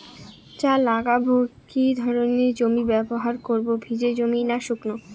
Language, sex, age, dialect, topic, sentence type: Bengali, female, 31-35, Rajbangshi, agriculture, question